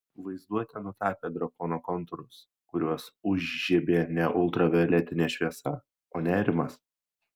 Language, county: Lithuanian, Šiauliai